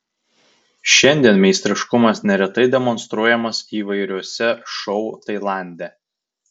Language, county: Lithuanian, Tauragė